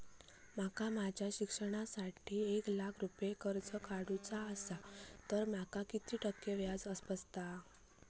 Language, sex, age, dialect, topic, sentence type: Marathi, female, 18-24, Southern Konkan, banking, question